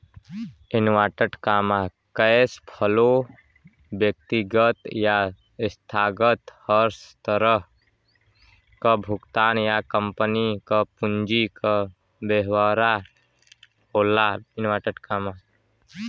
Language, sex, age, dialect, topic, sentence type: Bhojpuri, male, <18, Western, banking, statement